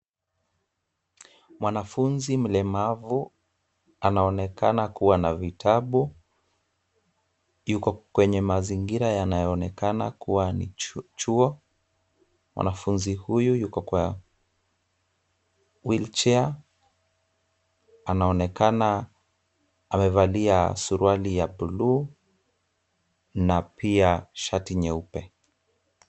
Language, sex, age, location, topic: Swahili, male, 25-35, Kisumu, education